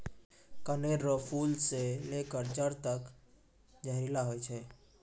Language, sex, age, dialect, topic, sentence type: Maithili, male, 18-24, Angika, agriculture, statement